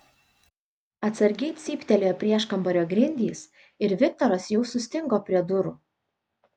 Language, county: Lithuanian, Vilnius